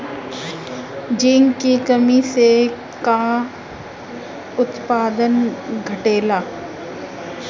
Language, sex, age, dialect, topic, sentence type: Bhojpuri, female, 31-35, Northern, agriculture, question